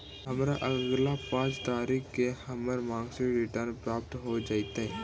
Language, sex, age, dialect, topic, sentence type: Magahi, male, 31-35, Central/Standard, agriculture, statement